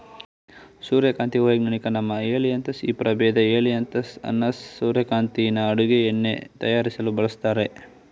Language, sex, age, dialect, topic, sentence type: Kannada, male, 18-24, Mysore Kannada, agriculture, statement